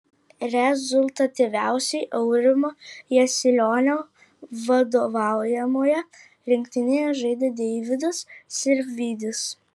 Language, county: Lithuanian, Vilnius